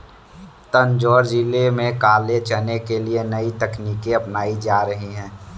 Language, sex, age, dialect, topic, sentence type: Hindi, male, 46-50, Kanauji Braj Bhasha, agriculture, statement